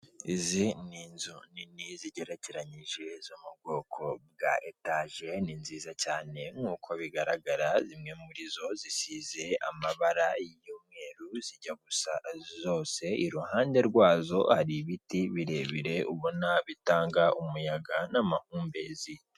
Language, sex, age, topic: Kinyarwanda, male, 18-24, government